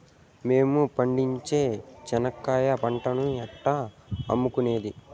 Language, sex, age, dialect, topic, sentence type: Telugu, male, 18-24, Southern, agriculture, question